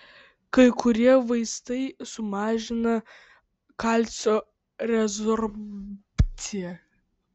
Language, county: Lithuanian, Vilnius